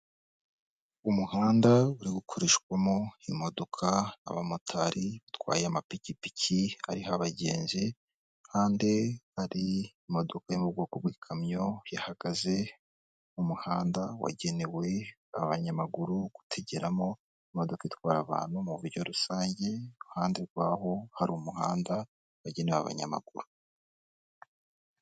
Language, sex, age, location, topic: Kinyarwanda, male, 18-24, Kigali, government